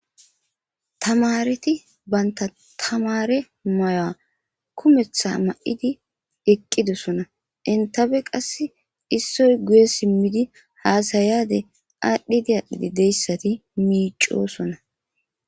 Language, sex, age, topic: Gamo, male, 18-24, government